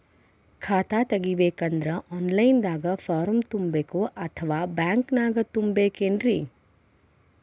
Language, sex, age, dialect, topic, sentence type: Kannada, female, 25-30, Dharwad Kannada, banking, question